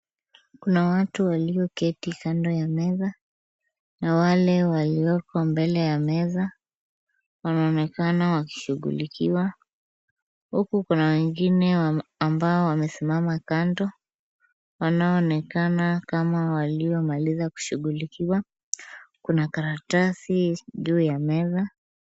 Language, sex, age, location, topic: Swahili, female, 25-35, Kisumu, government